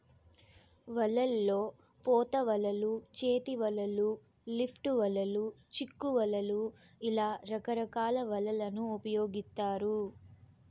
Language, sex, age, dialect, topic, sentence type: Telugu, female, 25-30, Southern, agriculture, statement